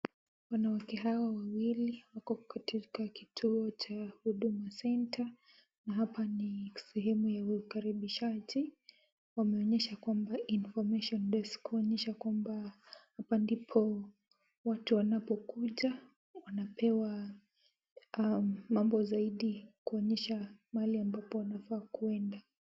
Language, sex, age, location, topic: Swahili, female, 18-24, Kisumu, government